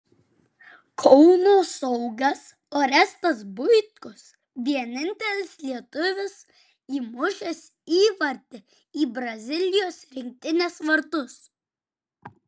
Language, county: Lithuanian, Vilnius